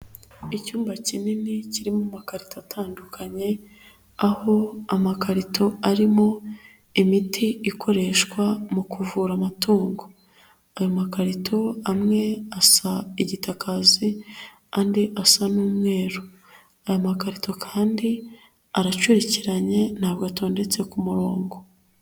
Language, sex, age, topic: Kinyarwanda, female, 25-35, agriculture